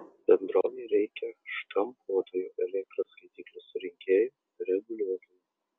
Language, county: Lithuanian, Utena